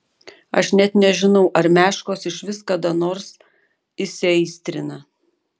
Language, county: Lithuanian, Panevėžys